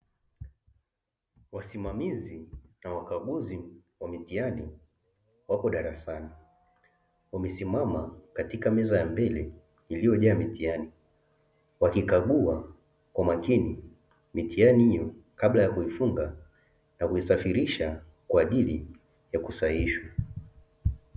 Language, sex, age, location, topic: Swahili, male, 25-35, Dar es Salaam, education